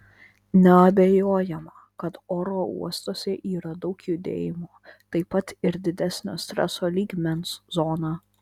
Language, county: Lithuanian, Vilnius